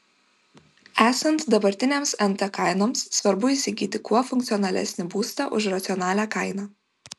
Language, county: Lithuanian, Vilnius